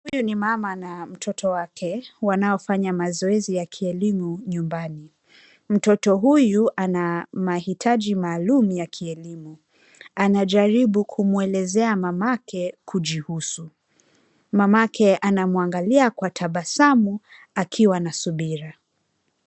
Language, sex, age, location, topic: Swahili, female, 25-35, Nairobi, education